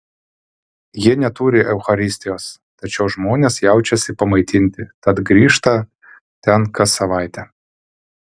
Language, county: Lithuanian, Vilnius